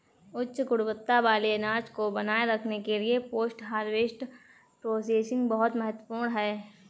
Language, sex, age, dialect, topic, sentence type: Hindi, female, 18-24, Kanauji Braj Bhasha, agriculture, statement